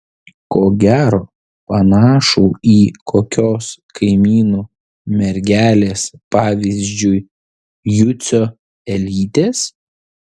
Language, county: Lithuanian, Vilnius